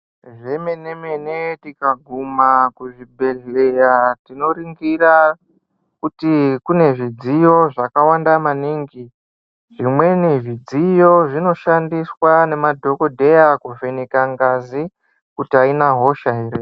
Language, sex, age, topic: Ndau, male, 50+, health